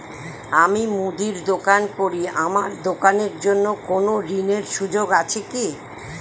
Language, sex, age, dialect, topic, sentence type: Bengali, female, 60-100, Northern/Varendri, banking, question